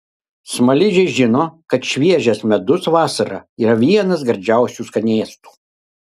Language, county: Lithuanian, Kaunas